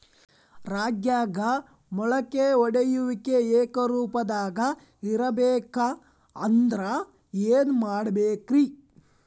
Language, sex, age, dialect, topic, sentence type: Kannada, male, 18-24, Dharwad Kannada, agriculture, question